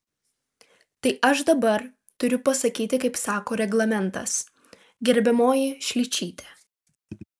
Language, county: Lithuanian, Vilnius